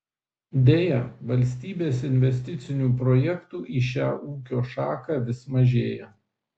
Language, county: Lithuanian, Vilnius